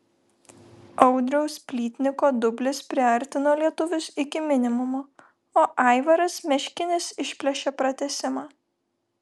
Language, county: Lithuanian, Vilnius